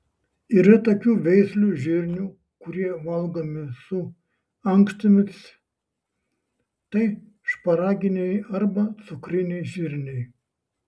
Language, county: Lithuanian, Šiauliai